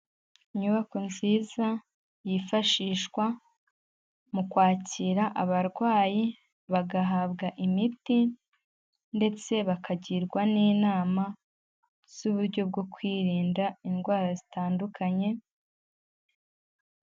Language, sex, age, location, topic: Kinyarwanda, female, 18-24, Huye, health